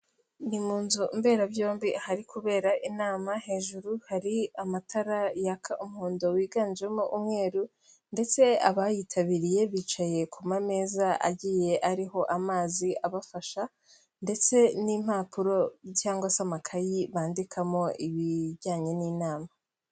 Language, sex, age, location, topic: Kinyarwanda, female, 18-24, Kigali, health